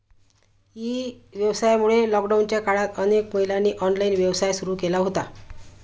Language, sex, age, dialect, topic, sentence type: Marathi, female, 56-60, Standard Marathi, banking, statement